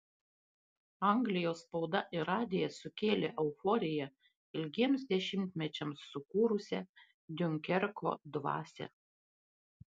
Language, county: Lithuanian, Panevėžys